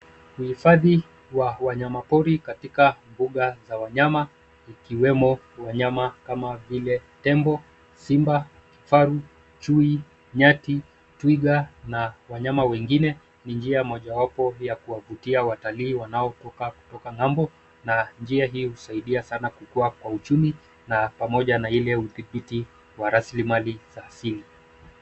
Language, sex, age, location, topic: Swahili, male, 25-35, Nairobi, government